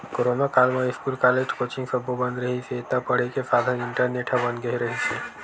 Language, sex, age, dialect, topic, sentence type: Chhattisgarhi, male, 51-55, Western/Budati/Khatahi, banking, statement